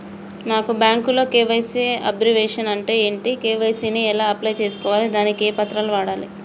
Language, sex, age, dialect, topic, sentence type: Telugu, female, 31-35, Telangana, banking, question